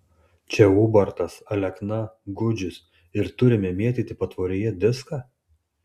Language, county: Lithuanian, Tauragė